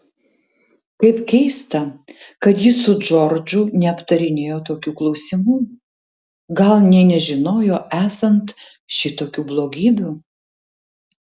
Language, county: Lithuanian, Tauragė